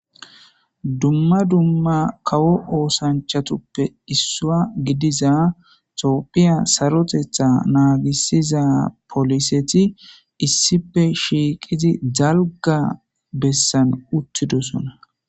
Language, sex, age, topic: Gamo, male, 18-24, government